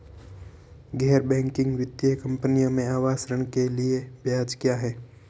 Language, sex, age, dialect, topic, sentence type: Hindi, male, 46-50, Marwari Dhudhari, banking, question